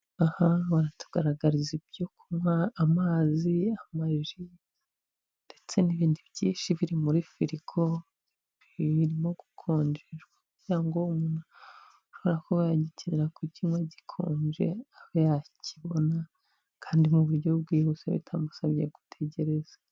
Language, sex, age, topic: Kinyarwanda, male, 25-35, finance